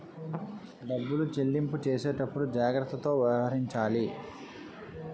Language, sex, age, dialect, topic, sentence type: Telugu, male, 31-35, Utterandhra, banking, statement